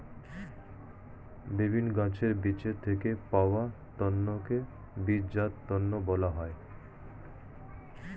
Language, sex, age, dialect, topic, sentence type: Bengali, male, 36-40, Standard Colloquial, agriculture, statement